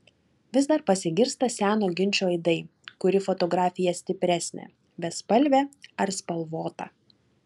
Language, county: Lithuanian, Klaipėda